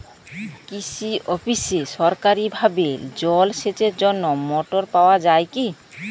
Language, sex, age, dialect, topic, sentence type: Bengali, female, 18-24, Rajbangshi, agriculture, question